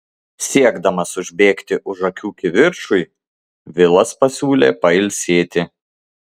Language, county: Lithuanian, Klaipėda